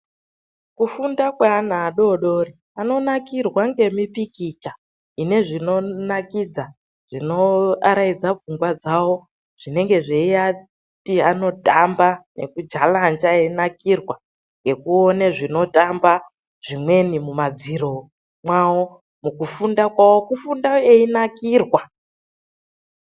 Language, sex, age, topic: Ndau, female, 36-49, education